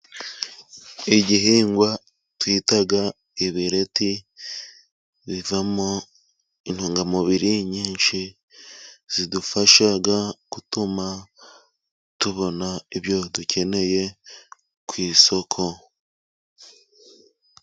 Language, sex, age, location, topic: Kinyarwanda, male, 25-35, Musanze, agriculture